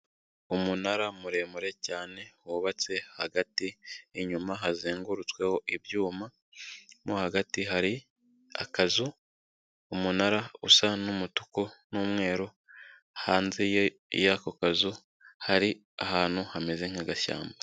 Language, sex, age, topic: Kinyarwanda, male, 18-24, government